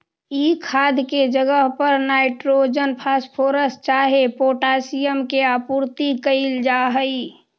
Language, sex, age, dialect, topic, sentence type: Magahi, female, 60-100, Central/Standard, banking, statement